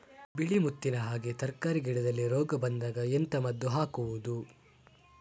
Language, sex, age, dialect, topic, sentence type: Kannada, male, 36-40, Coastal/Dakshin, agriculture, question